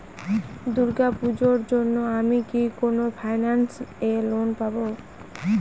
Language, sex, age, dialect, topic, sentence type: Bengali, female, 18-24, Northern/Varendri, banking, question